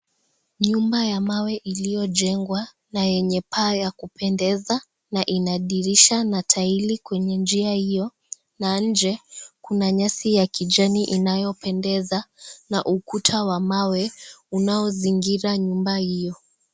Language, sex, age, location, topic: Swahili, female, 36-49, Kisii, education